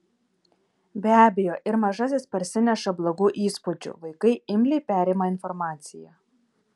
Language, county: Lithuanian, Kaunas